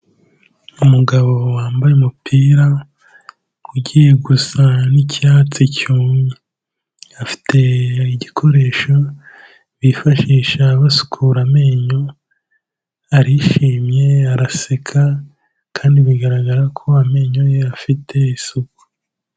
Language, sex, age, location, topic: Kinyarwanda, male, 18-24, Kigali, health